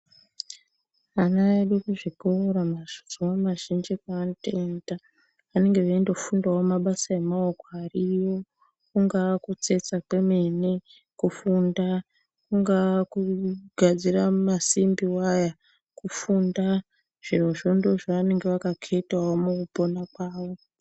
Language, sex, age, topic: Ndau, male, 50+, education